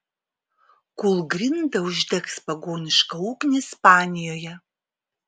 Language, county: Lithuanian, Vilnius